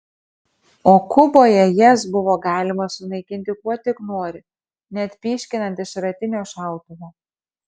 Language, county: Lithuanian, Marijampolė